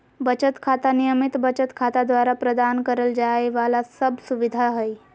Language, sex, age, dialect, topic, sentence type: Magahi, female, 18-24, Southern, banking, statement